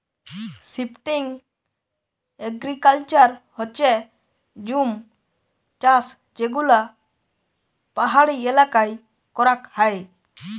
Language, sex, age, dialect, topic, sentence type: Bengali, male, 18-24, Jharkhandi, agriculture, statement